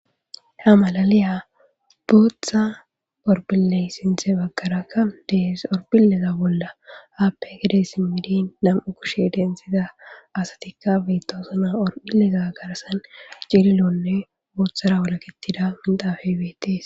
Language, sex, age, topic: Gamo, female, 18-24, government